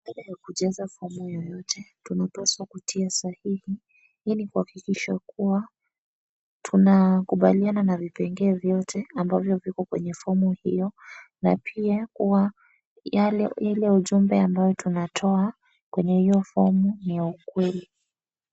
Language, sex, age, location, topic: Swahili, female, 25-35, Wajir, government